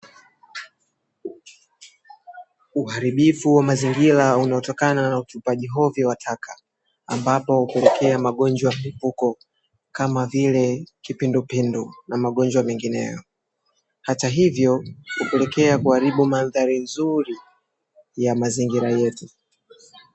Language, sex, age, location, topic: Swahili, female, 18-24, Dar es Salaam, government